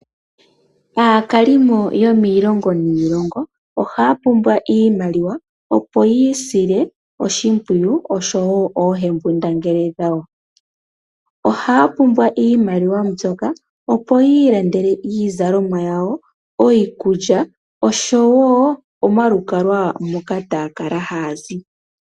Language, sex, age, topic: Oshiwambo, female, 18-24, finance